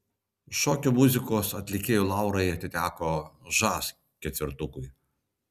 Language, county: Lithuanian, Vilnius